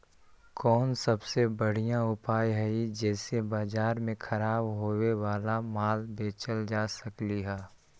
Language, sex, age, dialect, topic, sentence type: Magahi, male, 25-30, Western, agriculture, statement